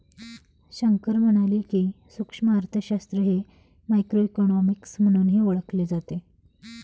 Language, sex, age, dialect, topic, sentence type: Marathi, female, 25-30, Standard Marathi, banking, statement